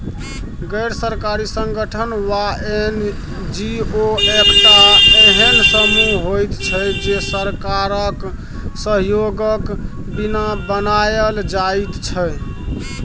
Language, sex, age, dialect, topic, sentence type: Maithili, male, 25-30, Bajjika, banking, statement